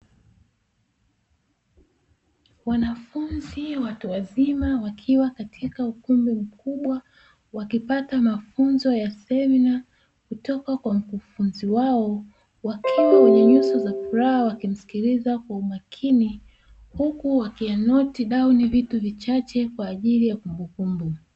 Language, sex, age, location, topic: Swahili, female, 25-35, Dar es Salaam, education